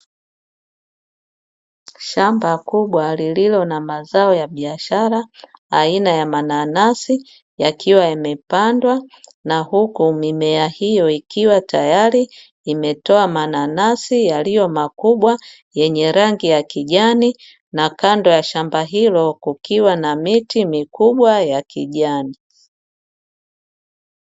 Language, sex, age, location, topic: Swahili, female, 50+, Dar es Salaam, agriculture